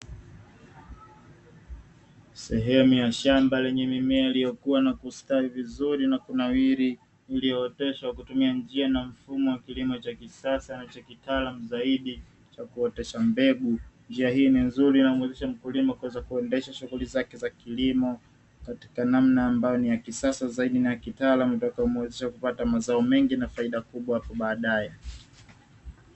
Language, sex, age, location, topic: Swahili, male, 25-35, Dar es Salaam, agriculture